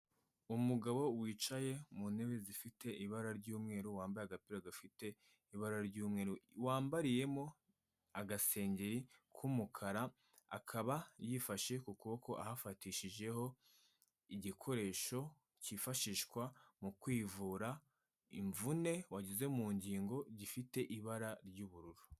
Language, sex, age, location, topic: Kinyarwanda, female, 18-24, Kigali, health